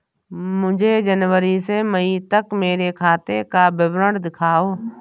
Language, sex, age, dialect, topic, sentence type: Hindi, female, 31-35, Awadhi Bundeli, banking, question